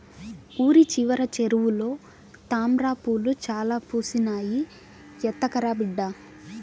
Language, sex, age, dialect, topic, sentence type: Telugu, female, 18-24, Southern, agriculture, statement